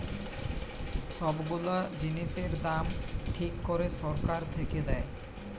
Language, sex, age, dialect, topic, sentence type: Bengali, male, 18-24, Western, banking, statement